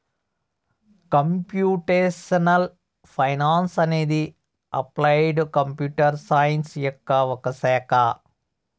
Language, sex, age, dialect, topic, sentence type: Telugu, male, 41-45, Southern, banking, statement